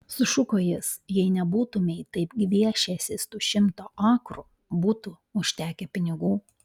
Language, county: Lithuanian, Panevėžys